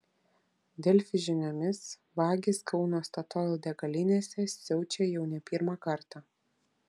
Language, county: Lithuanian, Vilnius